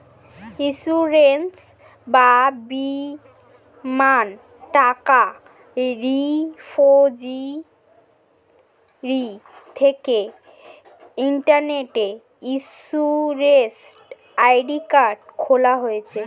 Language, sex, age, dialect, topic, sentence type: Bengali, female, <18, Standard Colloquial, banking, statement